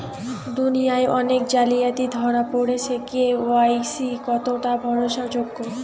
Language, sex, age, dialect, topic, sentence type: Bengali, female, 18-24, Rajbangshi, banking, question